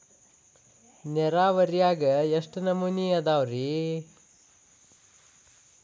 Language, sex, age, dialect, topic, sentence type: Kannada, male, 18-24, Dharwad Kannada, agriculture, question